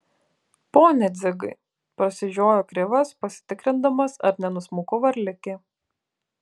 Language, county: Lithuanian, Kaunas